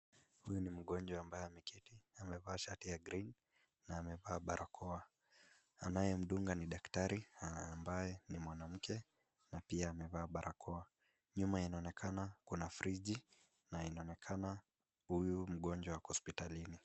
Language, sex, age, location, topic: Swahili, male, 25-35, Wajir, health